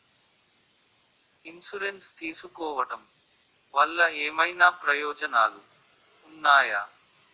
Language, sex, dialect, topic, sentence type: Telugu, male, Utterandhra, banking, question